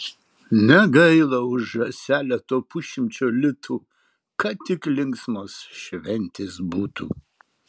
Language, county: Lithuanian, Marijampolė